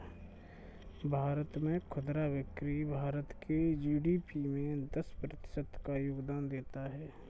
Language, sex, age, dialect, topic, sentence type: Hindi, male, 46-50, Kanauji Braj Bhasha, agriculture, statement